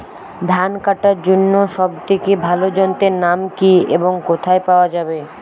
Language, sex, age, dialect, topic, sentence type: Bengali, female, 18-24, Western, agriculture, question